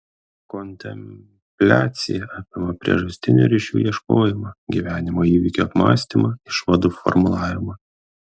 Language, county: Lithuanian, Kaunas